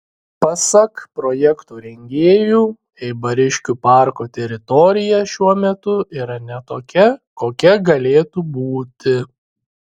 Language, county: Lithuanian, Šiauliai